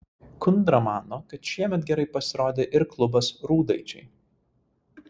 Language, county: Lithuanian, Vilnius